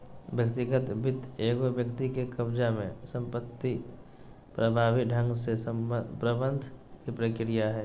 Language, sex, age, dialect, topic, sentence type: Magahi, male, 18-24, Southern, banking, statement